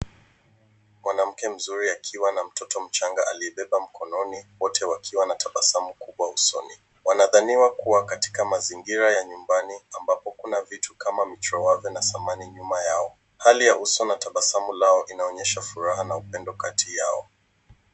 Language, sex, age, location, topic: Swahili, female, 25-35, Nairobi, education